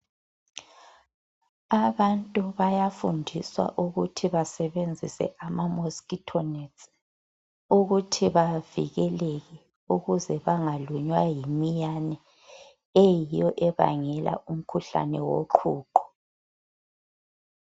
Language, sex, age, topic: North Ndebele, female, 36-49, health